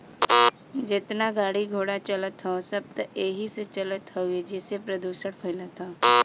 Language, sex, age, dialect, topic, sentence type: Bhojpuri, male, 18-24, Western, agriculture, statement